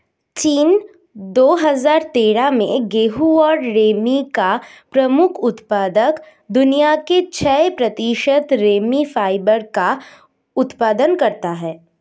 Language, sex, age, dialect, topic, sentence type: Hindi, female, 25-30, Hindustani Malvi Khadi Boli, agriculture, statement